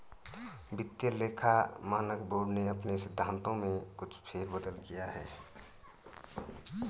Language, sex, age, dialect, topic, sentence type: Hindi, male, 31-35, Garhwali, banking, statement